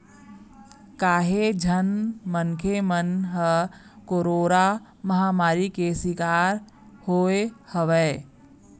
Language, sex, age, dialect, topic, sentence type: Chhattisgarhi, female, 41-45, Eastern, banking, statement